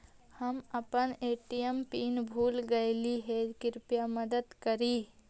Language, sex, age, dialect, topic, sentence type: Magahi, male, 18-24, Central/Standard, banking, statement